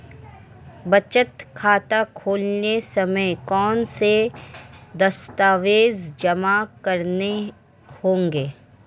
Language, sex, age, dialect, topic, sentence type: Hindi, female, 31-35, Marwari Dhudhari, banking, question